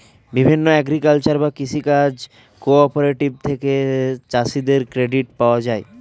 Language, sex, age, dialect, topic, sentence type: Bengali, male, 18-24, Standard Colloquial, agriculture, statement